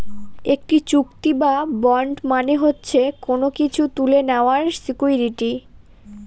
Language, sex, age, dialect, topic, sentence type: Bengali, female, 18-24, Northern/Varendri, banking, statement